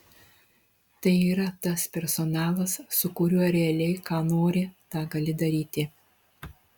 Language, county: Lithuanian, Marijampolė